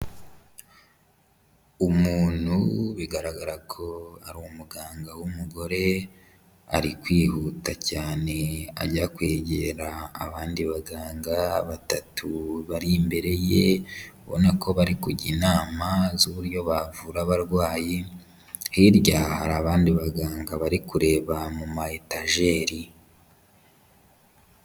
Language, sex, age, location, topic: Kinyarwanda, male, 18-24, Kigali, health